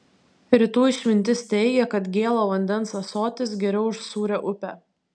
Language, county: Lithuanian, Vilnius